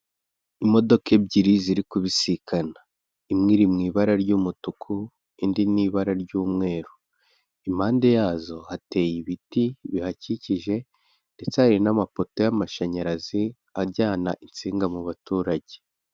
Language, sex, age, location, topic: Kinyarwanda, male, 18-24, Kigali, government